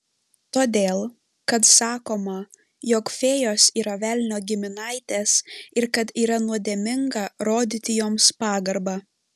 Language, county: Lithuanian, Panevėžys